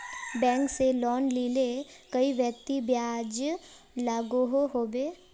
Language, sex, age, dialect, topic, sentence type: Magahi, male, 18-24, Northeastern/Surjapuri, banking, question